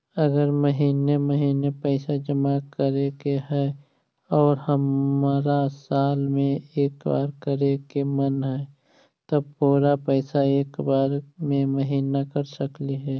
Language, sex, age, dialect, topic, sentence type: Magahi, male, 18-24, Central/Standard, banking, question